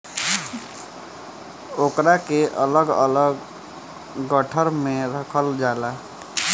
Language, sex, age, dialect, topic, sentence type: Bhojpuri, male, 18-24, Southern / Standard, agriculture, statement